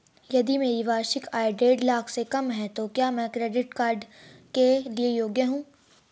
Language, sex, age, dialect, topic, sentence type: Hindi, female, 36-40, Hindustani Malvi Khadi Boli, banking, question